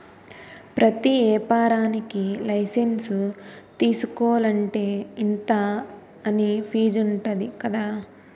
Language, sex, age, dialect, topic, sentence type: Telugu, female, 18-24, Utterandhra, banking, statement